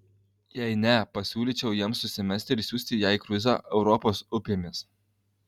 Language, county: Lithuanian, Kaunas